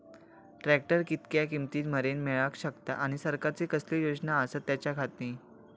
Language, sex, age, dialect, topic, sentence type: Marathi, male, 18-24, Southern Konkan, agriculture, question